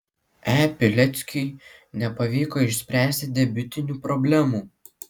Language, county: Lithuanian, Klaipėda